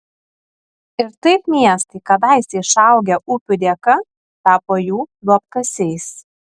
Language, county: Lithuanian, Kaunas